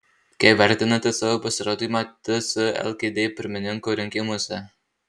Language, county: Lithuanian, Marijampolė